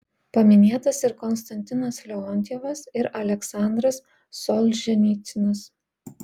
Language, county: Lithuanian, Vilnius